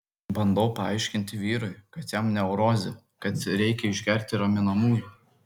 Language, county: Lithuanian, Kaunas